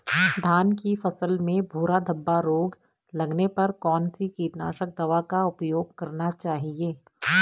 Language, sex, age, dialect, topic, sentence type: Hindi, female, 25-30, Garhwali, agriculture, question